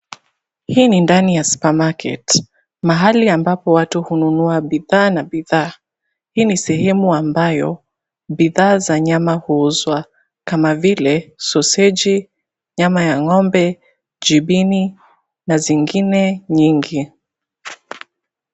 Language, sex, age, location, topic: Swahili, female, 25-35, Nairobi, finance